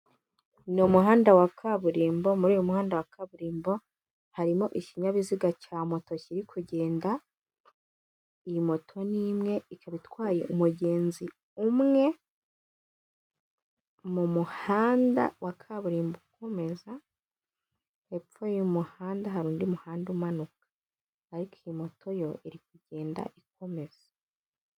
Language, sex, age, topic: Kinyarwanda, female, 18-24, government